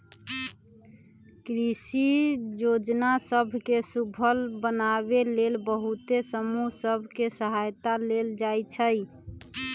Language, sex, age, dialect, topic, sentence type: Magahi, female, 31-35, Western, agriculture, statement